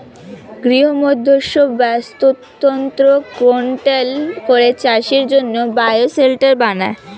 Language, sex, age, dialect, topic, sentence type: Bengali, female, 60-100, Standard Colloquial, agriculture, statement